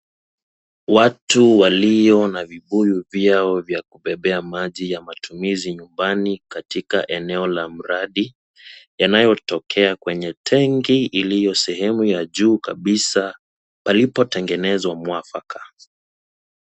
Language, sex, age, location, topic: Swahili, male, 18-24, Kisii, health